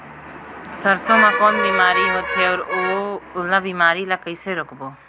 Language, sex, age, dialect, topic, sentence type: Chhattisgarhi, female, 25-30, Northern/Bhandar, agriculture, question